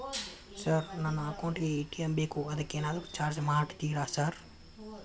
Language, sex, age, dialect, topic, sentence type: Kannada, male, 25-30, Dharwad Kannada, banking, question